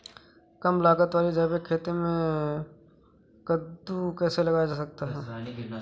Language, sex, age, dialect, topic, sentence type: Hindi, male, 31-35, Awadhi Bundeli, agriculture, question